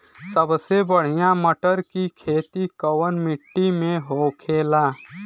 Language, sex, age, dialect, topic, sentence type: Bhojpuri, male, 18-24, Western, agriculture, question